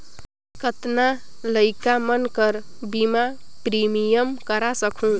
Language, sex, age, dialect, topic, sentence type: Chhattisgarhi, female, 18-24, Northern/Bhandar, banking, question